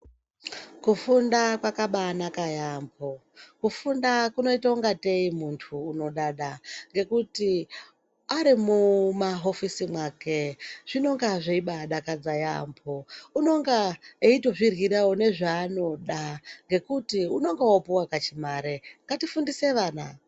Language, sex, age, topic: Ndau, male, 36-49, health